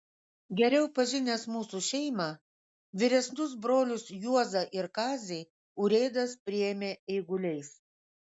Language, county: Lithuanian, Kaunas